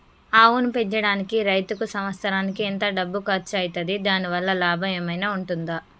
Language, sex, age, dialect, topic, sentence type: Telugu, female, 25-30, Telangana, agriculture, question